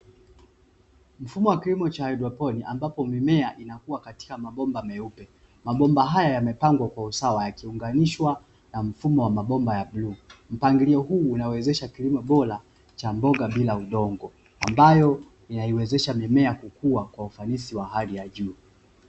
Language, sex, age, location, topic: Swahili, male, 25-35, Dar es Salaam, agriculture